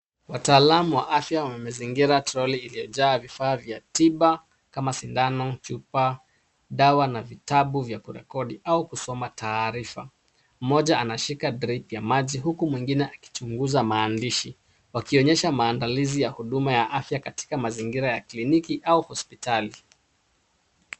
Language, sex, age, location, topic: Swahili, male, 36-49, Nairobi, health